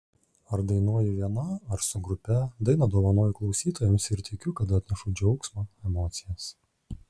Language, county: Lithuanian, Šiauliai